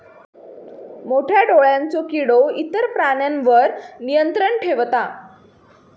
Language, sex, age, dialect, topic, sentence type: Marathi, female, 18-24, Southern Konkan, agriculture, statement